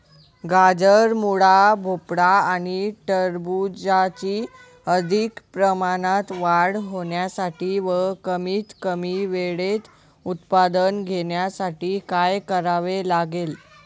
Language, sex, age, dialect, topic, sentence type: Marathi, male, 18-24, Northern Konkan, agriculture, question